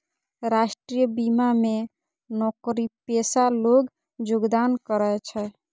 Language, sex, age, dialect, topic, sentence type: Maithili, female, 25-30, Eastern / Thethi, banking, statement